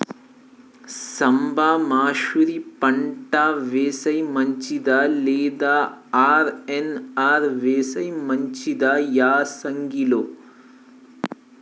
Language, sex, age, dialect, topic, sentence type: Telugu, male, 18-24, Telangana, agriculture, question